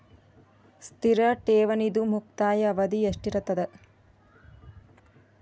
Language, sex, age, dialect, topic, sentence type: Kannada, female, 25-30, Dharwad Kannada, banking, question